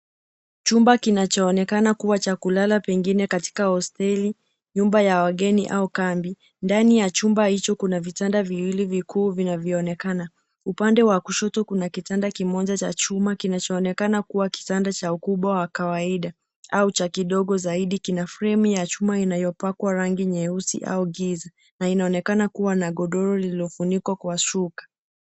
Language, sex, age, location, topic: Swahili, female, 18-24, Nairobi, education